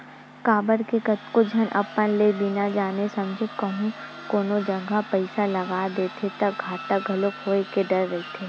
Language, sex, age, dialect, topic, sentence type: Chhattisgarhi, female, 60-100, Western/Budati/Khatahi, banking, statement